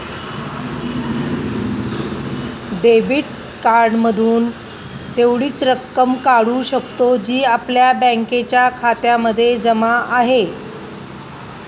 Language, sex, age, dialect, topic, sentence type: Marathi, female, 36-40, Northern Konkan, banking, statement